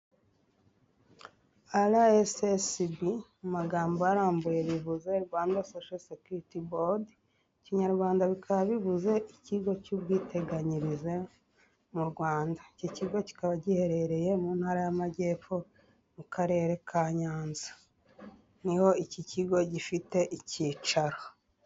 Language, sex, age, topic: Kinyarwanda, female, 25-35, finance